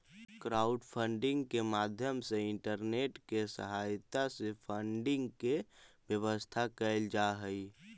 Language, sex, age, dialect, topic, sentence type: Magahi, male, 18-24, Central/Standard, agriculture, statement